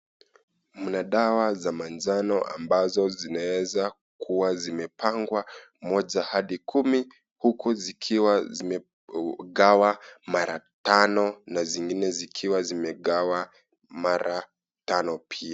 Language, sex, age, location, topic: Swahili, male, 25-35, Kisii, health